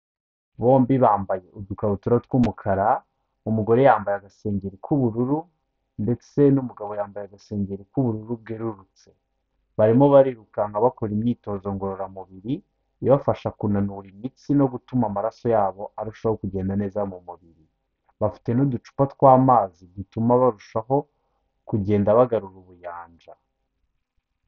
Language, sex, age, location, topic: Kinyarwanda, male, 25-35, Kigali, health